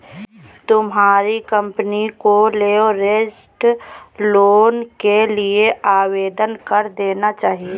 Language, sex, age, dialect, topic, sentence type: Hindi, female, 25-30, Kanauji Braj Bhasha, banking, statement